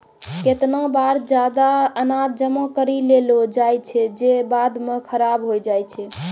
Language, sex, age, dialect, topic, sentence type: Maithili, female, 18-24, Angika, agriculture, statement